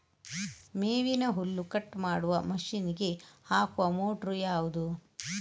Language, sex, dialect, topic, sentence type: Kannada, female, Coastal/Dakshin, agriculture, question